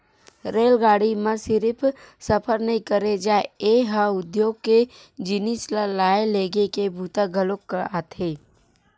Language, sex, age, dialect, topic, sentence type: Chhattisgarhi, female, 41-45, Western/Budati/Khatahi, banking, statement